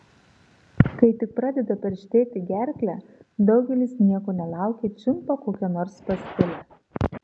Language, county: Lithuanian, Marijampolė